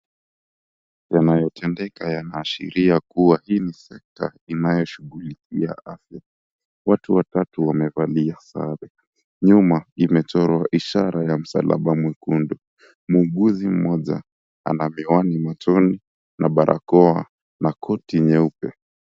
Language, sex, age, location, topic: Swahili, male, 18-24, Mombasa, health